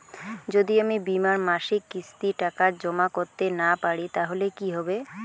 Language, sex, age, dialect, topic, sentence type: Bengali, female, 18-24, Rajbangshi, banking, question